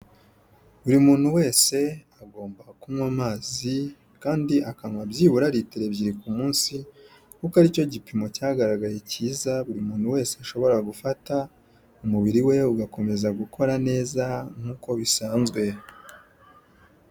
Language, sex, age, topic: Kinyarwanda, male, 18-24, health